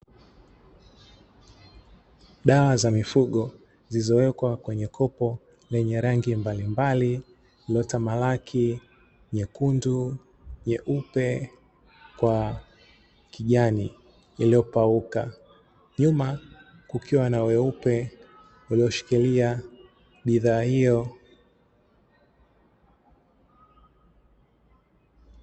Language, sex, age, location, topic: Swahili, male, 25-35, Dar es Salaam, agriculture